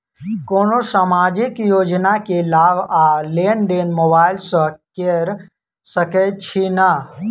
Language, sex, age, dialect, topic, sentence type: Maithili, male, 18-24, Southern/Standard, banking, question